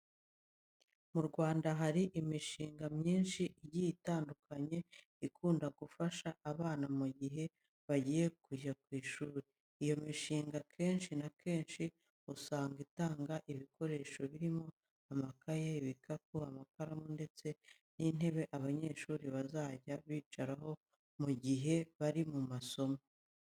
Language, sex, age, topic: Kinyarwanda, female, 18-24, education